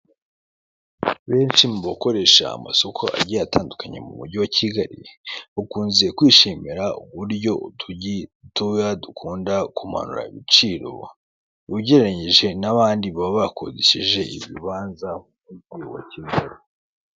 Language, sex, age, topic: Kinyarwanda, male, 18-24, finance